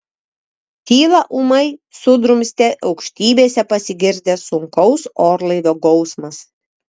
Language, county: Lithuanian, Vilnius